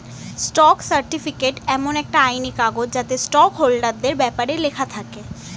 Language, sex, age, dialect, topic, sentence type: Bengali, female, 18-24, Standard Colloquial, banking, statement